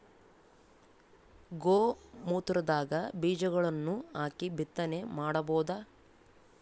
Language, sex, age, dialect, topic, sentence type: Kannada, female, 18-24, Northeastern, agriculture, question